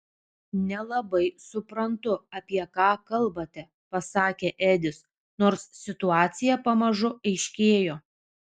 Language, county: Lithuanian, Vilnius